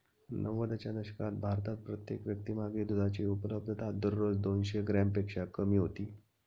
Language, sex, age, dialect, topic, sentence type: Marathi, male, 31-35, Standard Marathi, agriculture, statement